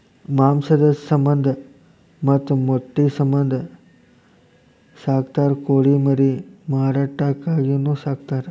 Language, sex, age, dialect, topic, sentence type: Kannada, male, 18-24, Dharwad Kannada, agriculture, statement